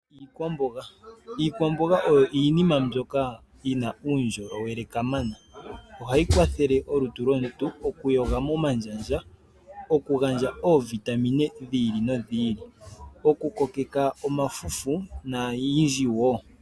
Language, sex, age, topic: Oshiwambo, male, 25-35, agriculture